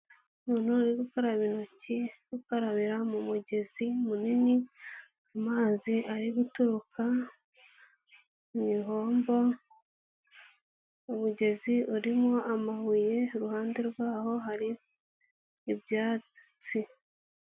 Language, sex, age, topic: Kinyarwanda, female, 18-24, health